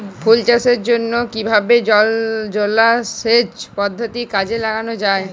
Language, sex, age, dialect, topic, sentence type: Bengali, male, 18-24, Jharkhandi, agriculture, question